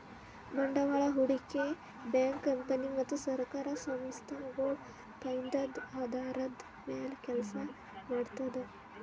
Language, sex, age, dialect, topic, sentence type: Kannada, female, 18-24, Northeastern, banking, statement